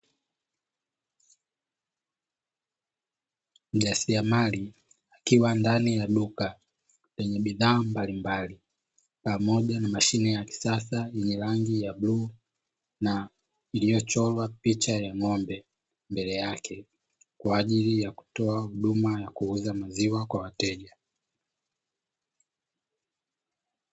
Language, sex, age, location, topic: Swahili, male, 18-24, Dar es Salaam, finance